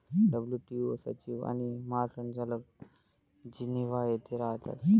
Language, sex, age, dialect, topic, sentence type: Marathi, male, 18-24, Varhadi, banking, statement